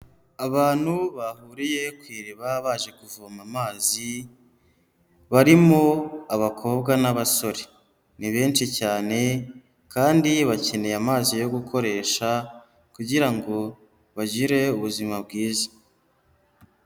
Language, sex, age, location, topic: Kinyarwanda, male, 18-24, Huye, health